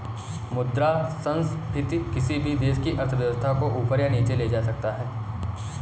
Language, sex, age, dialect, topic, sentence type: Hindi, male, 18-24, Kanauji Braj Bhasha, banking, statement